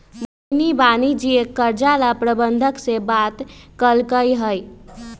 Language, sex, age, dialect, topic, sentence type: Magahi, female, 31-35, Western, banking, statement